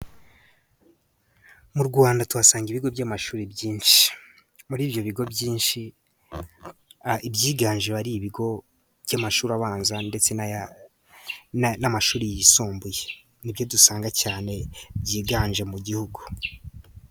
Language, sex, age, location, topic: Kinyarwanda, male, 18-24, Musanze, government